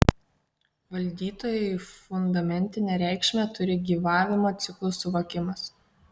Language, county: Lithuanian, Kaunas